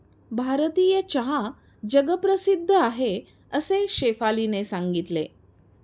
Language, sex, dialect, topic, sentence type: Marathi, female, Standard Marathi, agriculture, statement